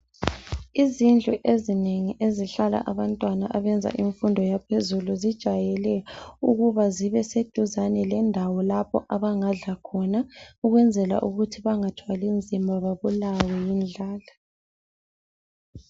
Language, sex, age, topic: North Ndebele, female, 18-24, education